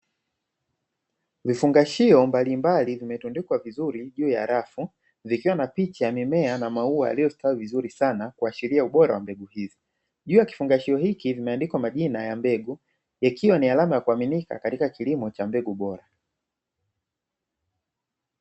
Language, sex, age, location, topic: Swahili, male, 25-35, Dar es Salaam, agriculture